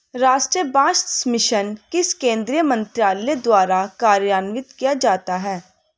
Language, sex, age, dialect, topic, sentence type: Hindi, female, 18-24, Hindustani Malvi Khadi Boli, banking, question